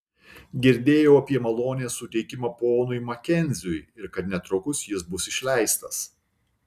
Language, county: Lithuanian, Šiauliai